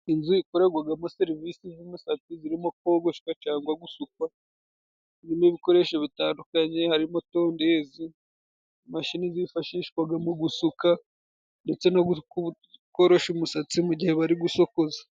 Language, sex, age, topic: Kinyarwanda, male, 18-24, education